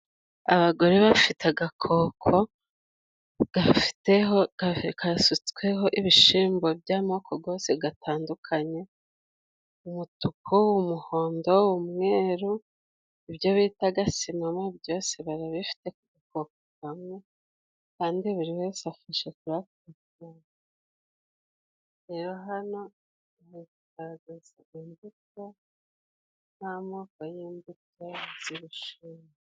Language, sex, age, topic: Kinyarwanda, female, 36-49, agriculture